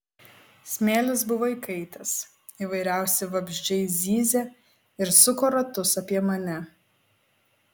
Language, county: Lithuanian, Šiauliai